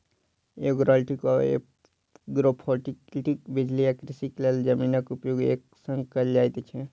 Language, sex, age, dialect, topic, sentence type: Maithili, male, 36-40, Southern/Standard, agriculture, statement